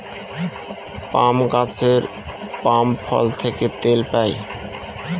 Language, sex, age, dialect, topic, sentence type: Bengali, male, 36-40, Northern/Varendri, agriculture, statement